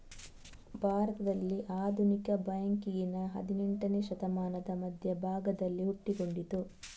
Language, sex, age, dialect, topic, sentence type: Kannada, female, 18-24, Coastal/Dakshin, banking, statement